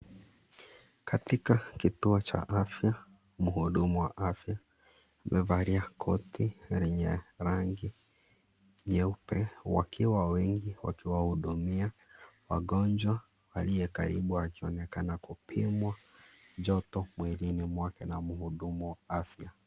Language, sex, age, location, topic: Swahili, male, 25-35, Kisii, health